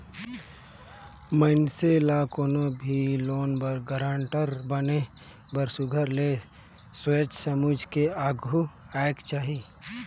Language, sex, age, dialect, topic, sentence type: Chhattisgarhi, male, 18-24, Northern/Bhandar, banking, statement